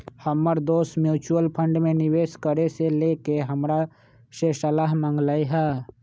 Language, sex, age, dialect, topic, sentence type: Magahi, male, 25-30, Western, banking, statement